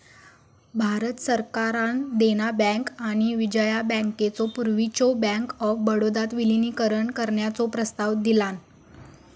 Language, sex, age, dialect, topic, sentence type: Marathi, female, 18-24, Southern Konkan, banking, statement